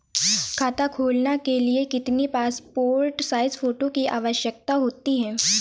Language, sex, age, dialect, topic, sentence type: Hindi, female, 18-24, Awadhi Bundeli, banking, question